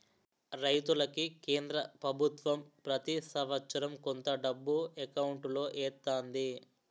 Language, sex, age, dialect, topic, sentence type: Telugu, male, 18-24, Utterandhra, agriculture, statement